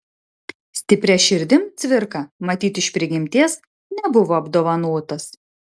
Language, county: Lithuanian, Šiauliai